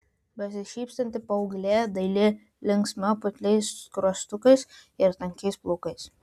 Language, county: Lithuanian, Vilnius